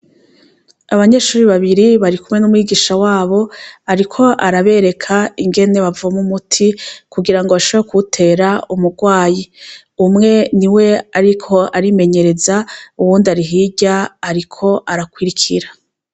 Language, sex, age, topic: Rundi, female, 36-49, education